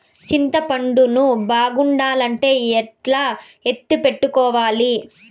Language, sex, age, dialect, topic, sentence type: Telugu, female, 46-50, Southern, agriculture, question